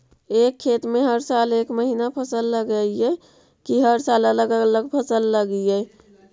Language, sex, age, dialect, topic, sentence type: Magahi, female, 56-60, Central/Standard, agriculture, question